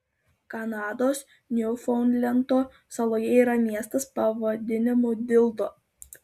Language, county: Lithuanian, Klaipėda